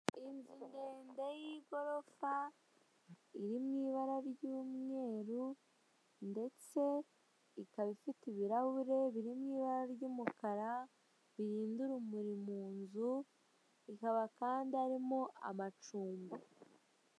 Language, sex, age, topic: Kinyarwanda, female, 18-24, government